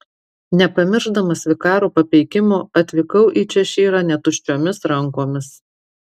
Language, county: Lithuanian, Marijampolė